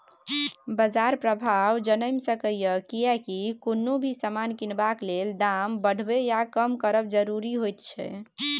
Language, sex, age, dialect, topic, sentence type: Maithili, female, 18-24, Bajjika, banking, statement